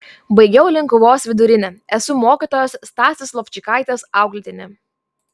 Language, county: Lithuanian, Vilnius